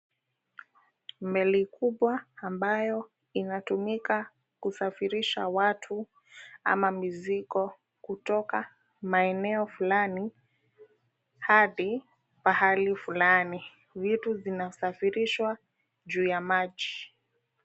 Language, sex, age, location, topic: Swahili, female, 25-35, Mombasa, government